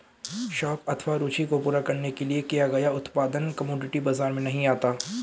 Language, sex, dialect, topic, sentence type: Hindi, male, Hindustani Malvi Khadi Boli, banking, statement